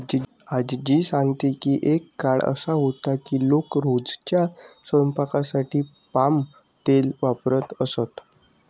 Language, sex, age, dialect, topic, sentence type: Marathi, male, 60-100, Standard Marathi, agriculture, statement